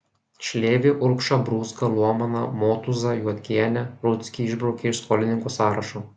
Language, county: Lithuanian, Kaunas